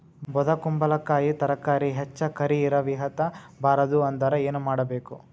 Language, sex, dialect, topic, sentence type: Kannada, male, Northeastern, agriculture, question